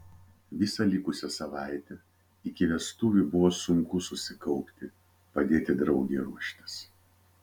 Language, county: Lithuanian, Vilnius